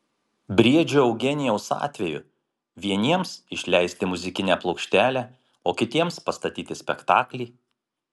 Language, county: Lithuanian, Marijampolė